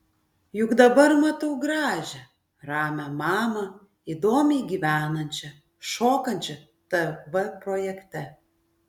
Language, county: Lithuanian, Klaipėda